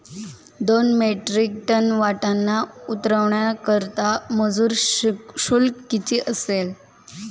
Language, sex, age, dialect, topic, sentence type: Marathi, female, 18-24, Standard Marathi, agriculture, question